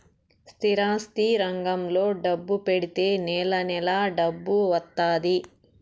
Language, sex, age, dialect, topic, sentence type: Telugu, male, 18-24, Southern, banking, statement